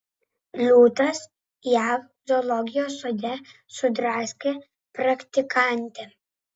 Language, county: Lithuanian, Vilnius